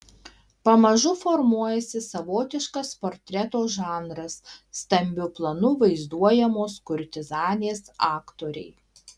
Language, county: Lithuanian, Alytus